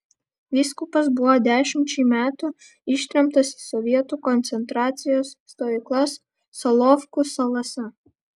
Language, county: Lithuanian, Vilnius